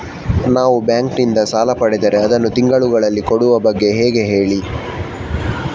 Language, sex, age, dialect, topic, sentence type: Kannada, male, 60-100, Coastal/Dakshin, banking, question